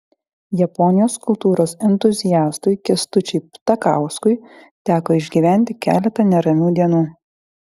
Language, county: Lithuanian, Klaipėda